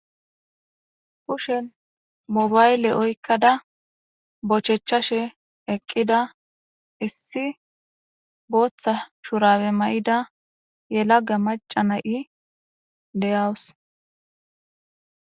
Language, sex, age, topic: Gamo, female, 25-35, government